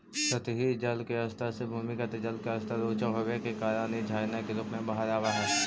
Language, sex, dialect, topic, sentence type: Magahi, male, Central/Standard, banking, statement